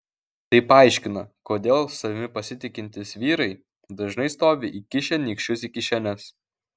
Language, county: Lithuanian, Kaunas